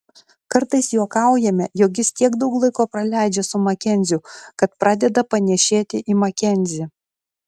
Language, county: Lithuanian, Klaipėda